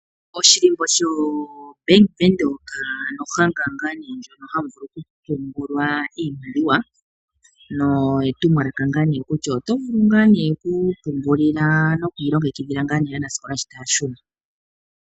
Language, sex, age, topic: Oshiwambo, female, 36-49, finance